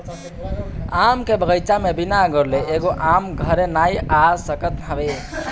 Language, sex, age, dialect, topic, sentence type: Bhojpuri, male, 18-24, Northern, agriculture, statement